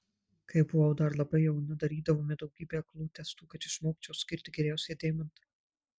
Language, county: Lithuanian, Marijampolė